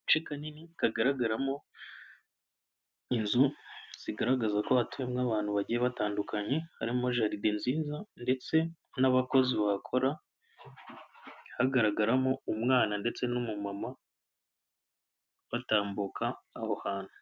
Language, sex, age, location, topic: Kinyarwanda, male, 25-35, Kigali, health